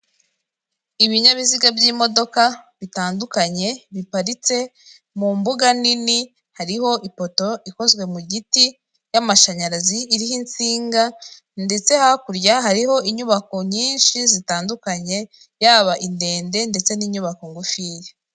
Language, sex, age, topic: Kinyarwanda, female, 25-35, government